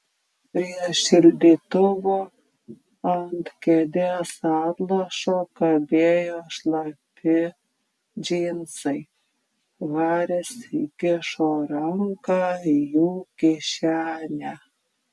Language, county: Lithuanian, Klaipėda